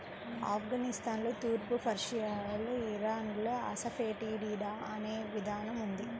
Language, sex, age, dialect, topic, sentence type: Telugu, female, 25-30, Central/Coastal, agriculture, statement